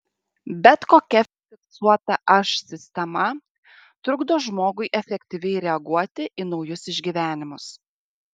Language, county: Lithuanian, Šiauliai